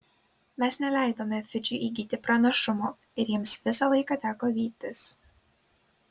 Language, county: Lithuanian, Kaunas